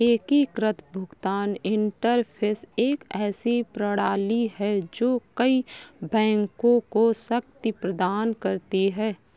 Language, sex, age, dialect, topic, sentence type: Hindi, female, 25-30, Awadhi Bundeli, banking, statement